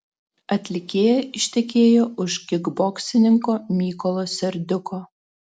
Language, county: Lithuanian, Telšiai